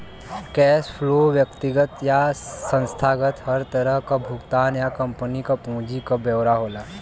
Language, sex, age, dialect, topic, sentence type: Bhojpuri, male, 18-24, Western, banking, statement